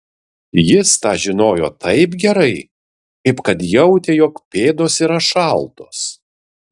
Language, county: Lithuanian, Vilnius